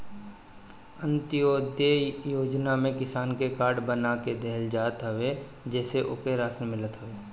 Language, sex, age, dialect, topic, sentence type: Bhojpuri, male, 25-30, Northern, agriculture, statement